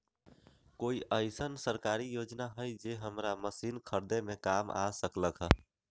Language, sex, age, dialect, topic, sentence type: Magahi, male, 18-24, Western, agriculture, question